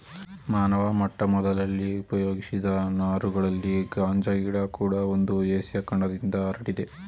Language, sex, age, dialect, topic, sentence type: Kannada, male, 18-24, Mysore Kannada, agriculture, statement